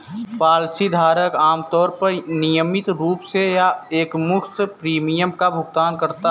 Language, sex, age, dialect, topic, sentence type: Hindi, male, 18-24, Kanauji Braj Bhasha, banking, statement